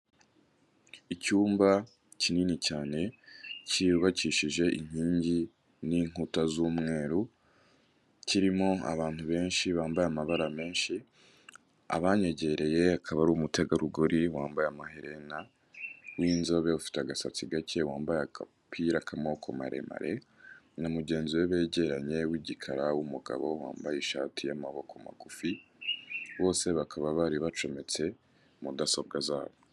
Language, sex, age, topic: Kinyarwanda, male, 18-24, government